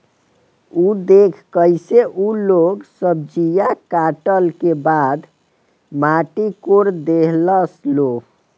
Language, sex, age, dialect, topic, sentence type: Bhojpuri, male, 18-24, Southern / Standard, agriculture, statement